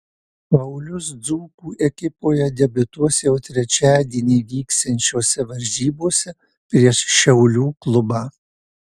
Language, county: Lithuanian, Marijampolė